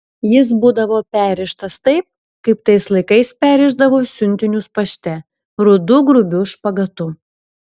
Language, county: Lithuanian, Šiauliai